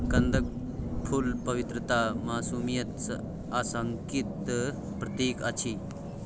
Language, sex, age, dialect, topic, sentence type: Maithili, male, 25-30, Bajjika, agriculture, statement